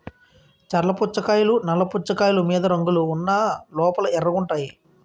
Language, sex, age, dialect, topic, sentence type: Telugu, male, 31-35, Utterandhra, agriculture, statement